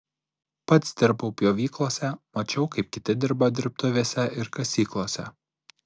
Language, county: Lithuanian, Alytus